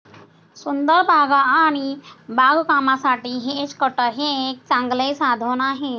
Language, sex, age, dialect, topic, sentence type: Marathi, female, 60-100, Standard Marathi, agriculture, statement